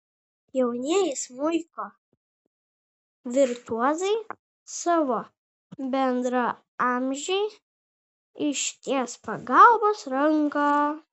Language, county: Lithuanian, Vilnius